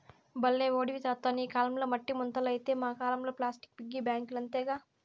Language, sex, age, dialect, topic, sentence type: Telugu, female, 60-100, Southern, banking, statement